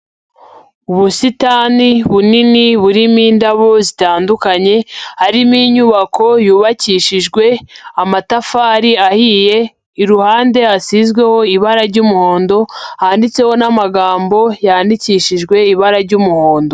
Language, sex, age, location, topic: Kinyarwanda, female, 18-24, Huye, education